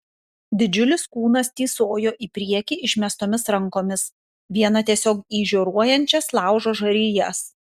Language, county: Lithuanian, Panevėžys